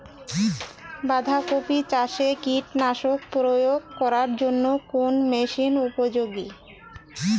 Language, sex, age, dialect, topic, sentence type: Bengali, female, 31-35, Rajbangshi, agriculture, question